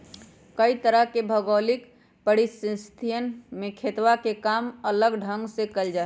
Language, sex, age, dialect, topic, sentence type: Magahi, female, 31-35, Western, agriculture, statement